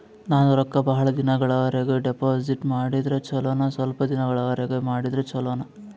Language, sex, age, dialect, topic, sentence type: Kannada, male, 18-24, Northeastern, banking, question